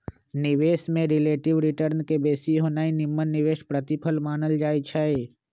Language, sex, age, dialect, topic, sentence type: Magahi, male, 25-30, Western, banking, statement